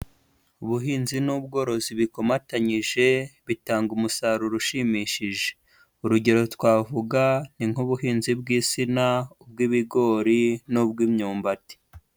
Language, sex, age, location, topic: Kinyarwanda, female, 25-35, Huye, agriculture